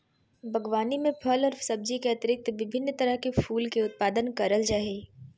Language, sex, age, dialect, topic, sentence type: Magahi, female, 31-35, Southern, agriculture, statement